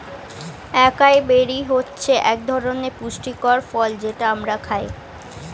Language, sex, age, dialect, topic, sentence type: Bengali, female, 18-24, Standard Colloquial, agriculture, statement